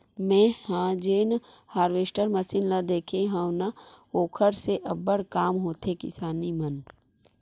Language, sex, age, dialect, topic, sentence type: Chhattisgarhi, female, 41-45, Western/Budati/Khatahi, agriculture, statement